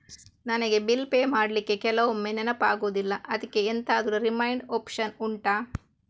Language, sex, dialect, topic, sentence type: Kannada, female, Coastal/Dakshin, banking, question